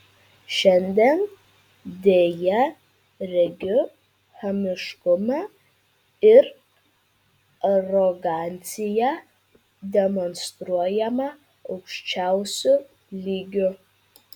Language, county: Lithuanian, Vilnius